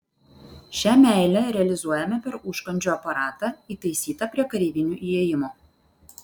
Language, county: Lithuanian, Vilnius